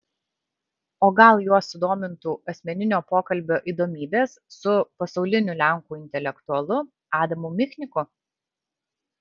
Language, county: Lithuanian, Kaunas